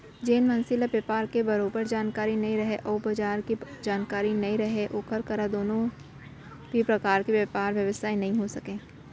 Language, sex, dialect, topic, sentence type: Chhattisgarhi, female, Central, banking, statement